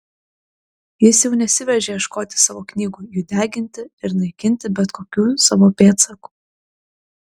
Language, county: Lithuanian, Klaipėda